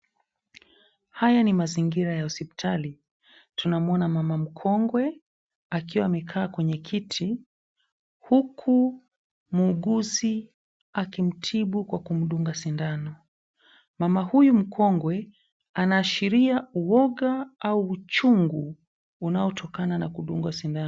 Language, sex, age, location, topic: Swahili, male, 25-35, Mombasa, health